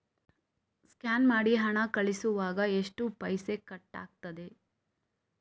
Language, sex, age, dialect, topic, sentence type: Kannada, female, 18-24, Coastal/Dakshin, banking, question